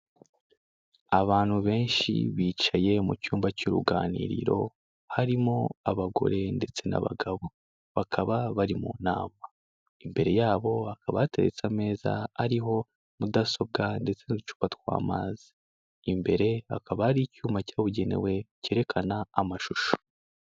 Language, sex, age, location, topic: Kinyarwanda, male, 25-35, Kigali, government